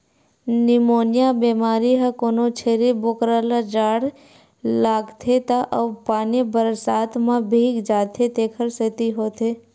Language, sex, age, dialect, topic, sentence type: Chhattisgarhi, female, 25-30, Western/Budati/Khatahi, agriculture, statement